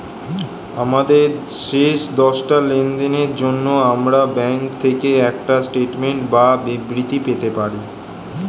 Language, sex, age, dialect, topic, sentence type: Bengali, male, 18-24, Standard Colloquial, banking, statement